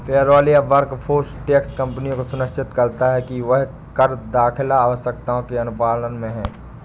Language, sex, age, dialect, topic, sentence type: Hindi, female, 18-24, Awadhi Bundeli, banking, statement